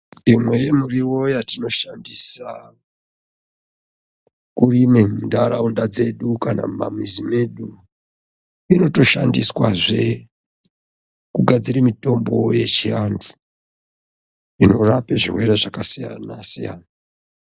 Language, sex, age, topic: Ndau, male, 36-49, health